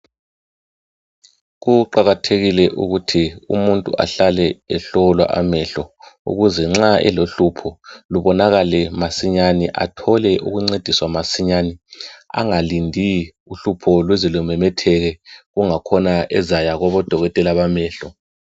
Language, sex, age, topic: North Ndebele, male, 36-49, health